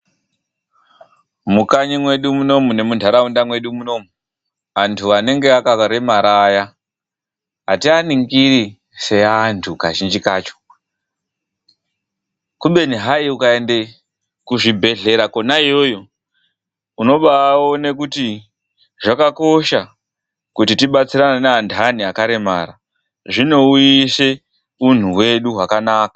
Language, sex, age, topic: Ndau, male, 25-35, health